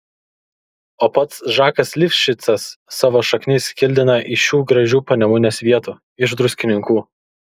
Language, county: Lithuanian, Kaunas